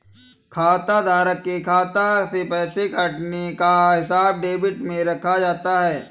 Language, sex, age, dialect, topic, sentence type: Hindi, male, 25-30, Awadhi Bundeli, banking, statement